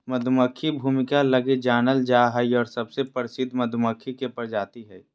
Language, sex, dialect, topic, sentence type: Magahi, female, Southern, agriculture, statement